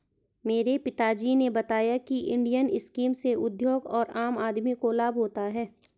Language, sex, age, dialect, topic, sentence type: Hindi, female, 31-35, Garhwali, banking, statement